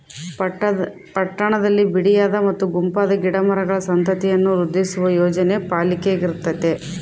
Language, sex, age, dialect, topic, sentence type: Kannada, female, 31-35, Central, agriculture, statement